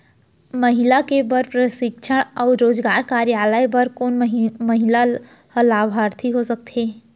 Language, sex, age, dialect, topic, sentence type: Chhattisgarhi, female, 31-35, Central, banking, question